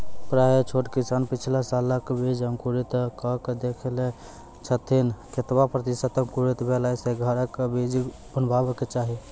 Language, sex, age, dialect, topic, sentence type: Maithili, male, 18-24, Angika, agriculture, question